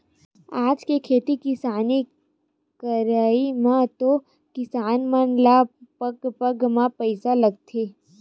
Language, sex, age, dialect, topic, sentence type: Chhattisgarhi, female, 18-24, Western/Budati/Khatahi, banking, statement